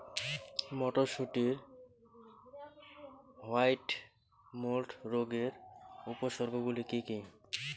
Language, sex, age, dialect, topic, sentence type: Bengali, male, 25-30, Rajbangshi, agriculture, question